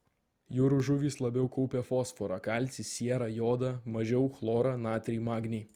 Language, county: Lithuanian, Vilnius